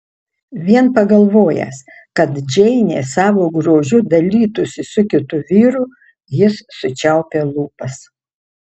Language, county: Lithuanian, Utena